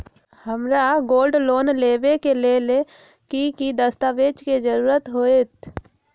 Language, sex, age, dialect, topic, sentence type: Magahi, female, 25-30, Western, banking, question